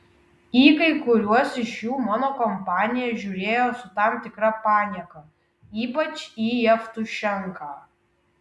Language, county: Lithuanian, Kaunas